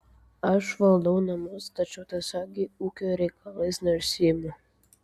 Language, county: Lithuanian, Vilnius